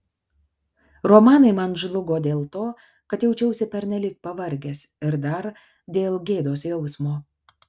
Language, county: Lithuanian, Kaunas